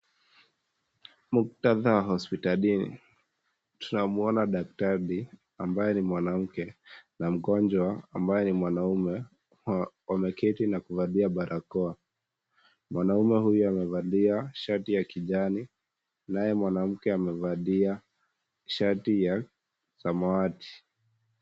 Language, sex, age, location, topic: Swahili, female, 25-35, Kisii, health